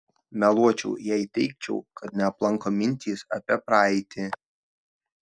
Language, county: Lithuanian, Šiauliai